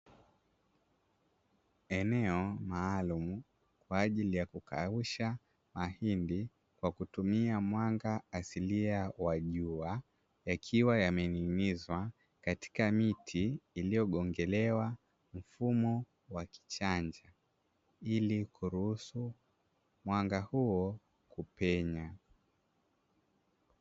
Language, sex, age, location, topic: Swahili, male, 25-35, Dar es Salaam, agriculture